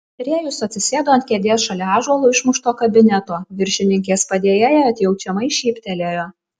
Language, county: Lithuanian, Alytus